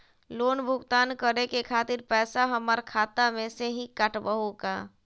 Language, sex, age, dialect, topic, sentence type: Magahi, female, 25-30, Western, banking, question